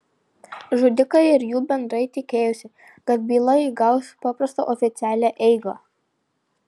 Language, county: Lithuanian, Panevėžys